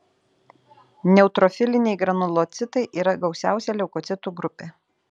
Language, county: Lithuanian, Telšiai